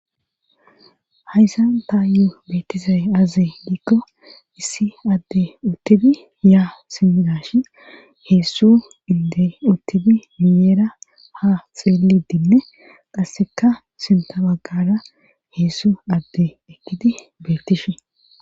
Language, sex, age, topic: Gamo, female, 25-35, government